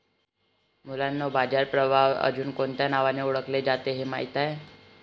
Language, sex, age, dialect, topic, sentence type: Marathi, male, 18-24, Varhadi, banking, statement